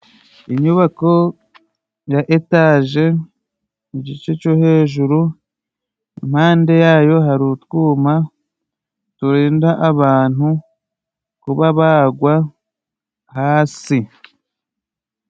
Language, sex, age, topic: Kinyarwanda, male, 25-35, government